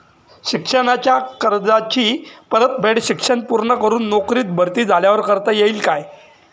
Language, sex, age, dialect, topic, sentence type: Marathi, male, 36-40, Standard Marathi, banking, question